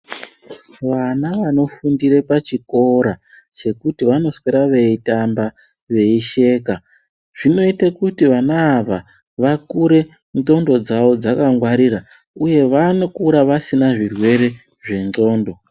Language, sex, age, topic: Ndau, male, 36-49, health